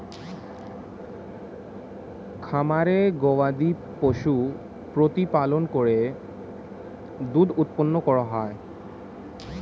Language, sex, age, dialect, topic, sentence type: Bengali, male, 18-24, Standard Colloquial, agriculture, statement